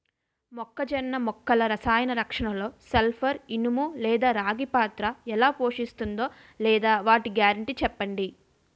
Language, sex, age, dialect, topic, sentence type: Telugu, female, 25-30, Utterandhra, agriculture, question